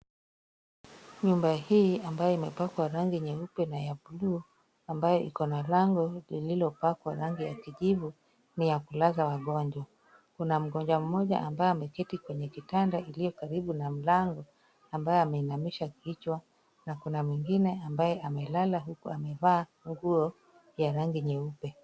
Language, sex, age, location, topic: Swahili, female, 36-49, Kisumu, health